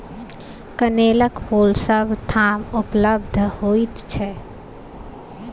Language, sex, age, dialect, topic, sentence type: Maithili, female, 18-24, Bajjika, agriculture, statement